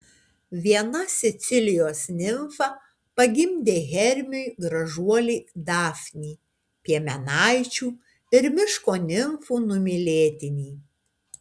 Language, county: Lithuanian, Kaunas